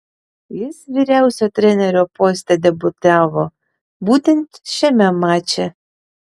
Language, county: Lithuanian, Panevėžys